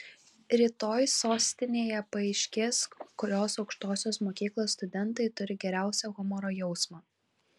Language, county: Lithuanian, Vilnius